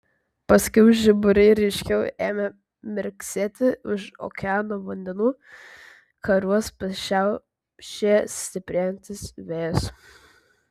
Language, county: Lithuanian, Vilnius